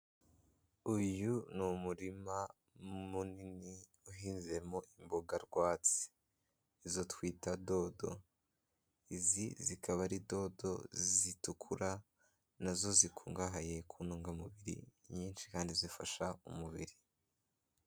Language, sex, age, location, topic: Kinyarwanda, male, 18-24, Kigali, agriculture